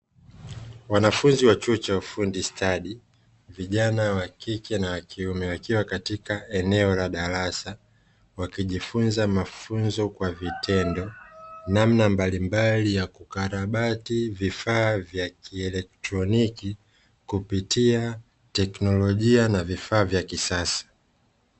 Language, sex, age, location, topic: Swahili, male, 25-35, Dar es Salaam, education